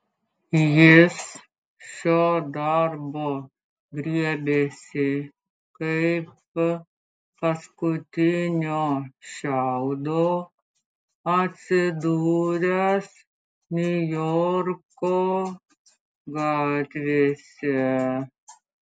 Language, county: Lithuanian, Klaipėda